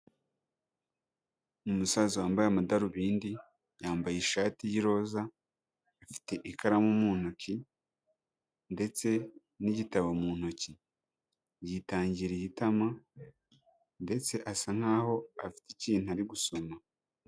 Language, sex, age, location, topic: Kinyarwanda, male, 25-35, Huye, health